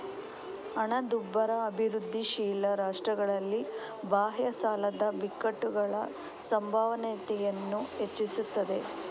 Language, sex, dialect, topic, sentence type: Kannada, female, Coastal/Dakshin, banking, statement